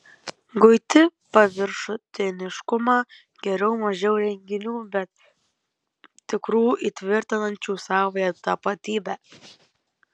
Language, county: Lithuanian, Kaunas